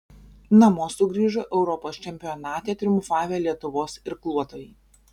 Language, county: Lithuanian, Vilnius